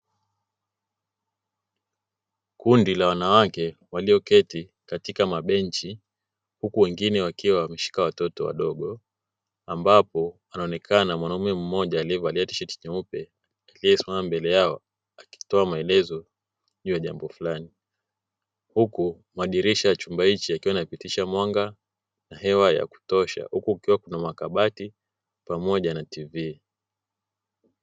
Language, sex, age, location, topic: Swahili, male, 25-35, Dar es Salaam, education